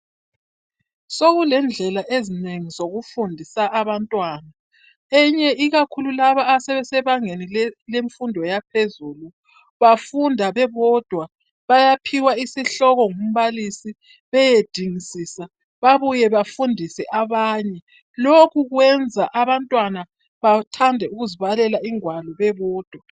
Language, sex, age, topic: North Ndebele, female, 50+, education